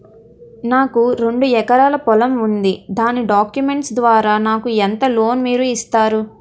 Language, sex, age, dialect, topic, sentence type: Telugu, female, 18-24, Utterandhra, banking, question